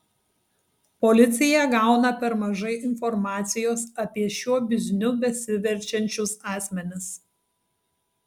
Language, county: Lithuanian, Tauragė